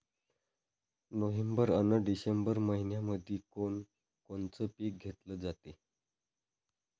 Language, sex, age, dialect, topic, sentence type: Marathi, male, 31-35, Varhadi, agriculture, question